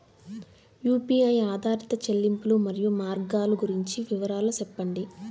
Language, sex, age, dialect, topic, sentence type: Telugu, female, 18-24, Southern, banking, question